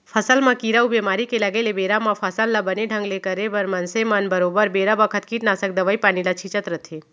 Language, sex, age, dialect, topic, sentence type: Chhattisgarhi, female, 36-40, Central, agriculture, statement